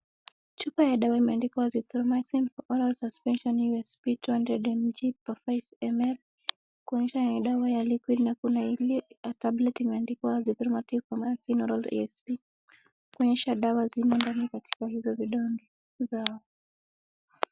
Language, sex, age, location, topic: Swahili, female, 18-24, Wajir, health